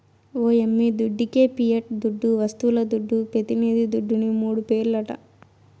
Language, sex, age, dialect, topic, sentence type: Telugu, female, 18-24, Southern, banking, statement